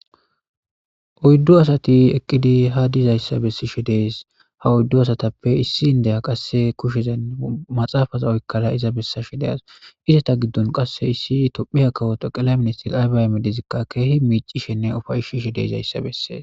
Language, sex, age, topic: Gamo, male, 18-24, government